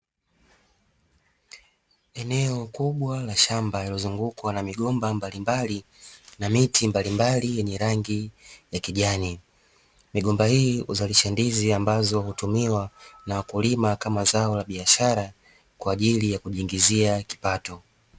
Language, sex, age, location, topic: Swahili, male, 25-35, Dar es Salaam, agriculture